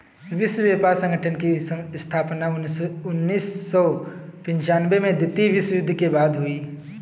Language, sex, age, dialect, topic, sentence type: Hindi, male, 18-24, Kanauji Braj Bhasha, banking, statement